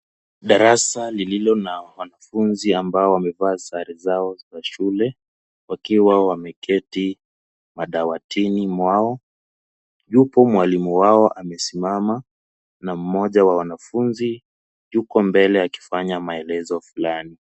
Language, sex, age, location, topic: Swahili, male, 18-24, Kisii, health